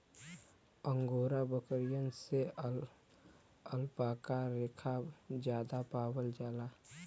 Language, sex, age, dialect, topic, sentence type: Bhojpuri, male, <18, Western, agriculture, statement